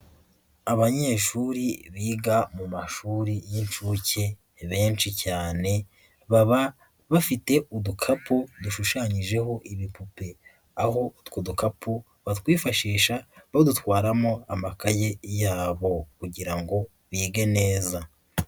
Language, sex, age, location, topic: Kinyarwanda, female, 50+, Nyagatare, education